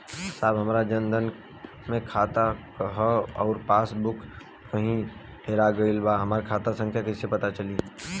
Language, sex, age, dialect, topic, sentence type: Bhojpuri, male, 18-24, Western, banking, question